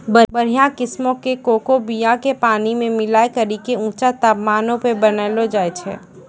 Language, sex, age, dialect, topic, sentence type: Maithili, female, 60-100, Angika, agriculture, statement